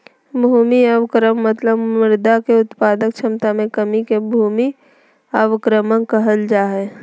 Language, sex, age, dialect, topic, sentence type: Magahi, female, 36-40, Southern, agriculture, statement